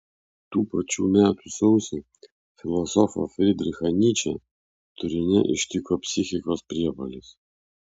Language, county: Lithuanian, Vilnius